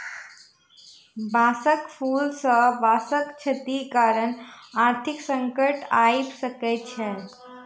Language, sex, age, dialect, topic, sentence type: Maithili, female, 31-35, Southern/Standard, agriculture, statement